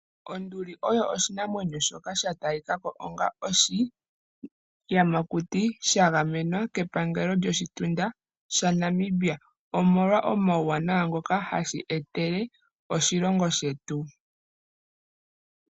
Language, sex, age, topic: Oshiwambo, female, 18-24, agriculture